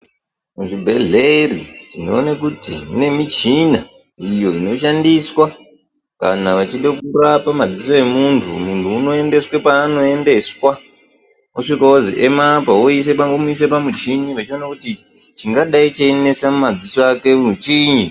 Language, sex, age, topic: Ndau, male, 18-24, health